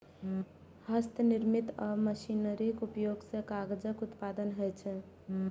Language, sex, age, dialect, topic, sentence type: Maithili, female, 18-24, Eastern / Thethi, agriculture, statement